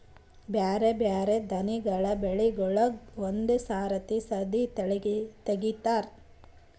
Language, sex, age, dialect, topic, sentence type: Kannada, female, 31-35, Northeastern, agriculture, statement